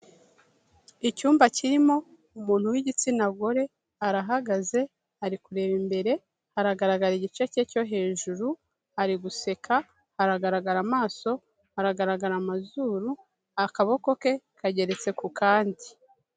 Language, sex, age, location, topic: Kinyarwanda, female, 36-49, Kigali, health